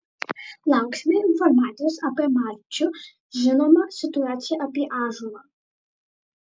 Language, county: Lithuanian, Vilnius